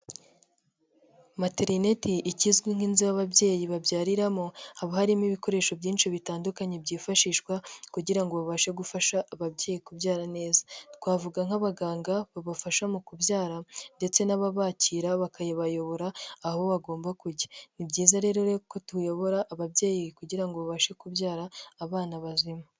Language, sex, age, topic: Kinyarwanda, female, 18-24, health